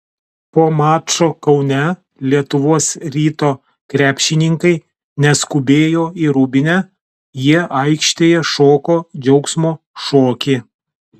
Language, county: Lithuanian, Telšiai